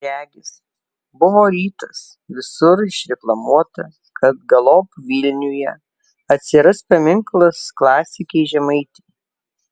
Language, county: Lithuanian, Alytus